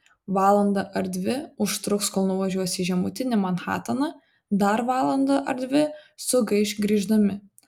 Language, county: Lithuanian, Vilnius